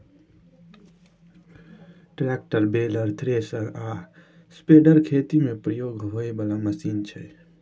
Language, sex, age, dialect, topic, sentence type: Maithili, male, 18-24, Bajjika, agriculture, statement